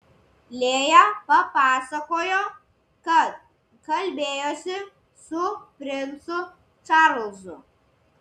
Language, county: Lithuanian, Klaipėda